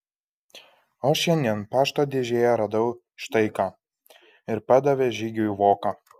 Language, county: Lithuanian, Kaunas